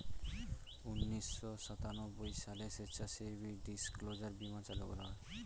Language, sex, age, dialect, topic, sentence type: Bengali, male, 18-24, Northern/Varendri, banking, statement